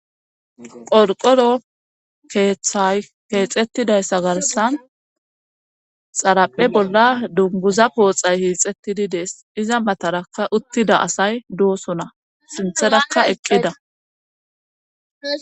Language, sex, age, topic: Gamo, female, 25-35, government